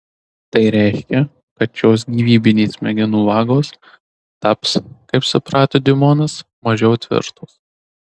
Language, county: Lithuanian, Tauragė